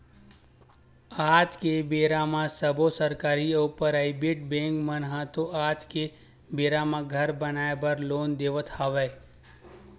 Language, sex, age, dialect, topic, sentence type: Chhattisgarhi, male, 18-24, Western/Budati/Khatahi, banking, statement